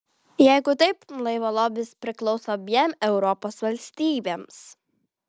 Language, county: Lithuanian, Vilnius